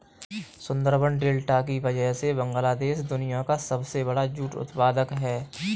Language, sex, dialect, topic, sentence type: Hindi, male, Kanauji Braj Bhasha, agriculture, statement